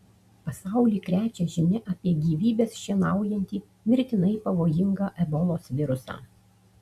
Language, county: Lithuanian, Utena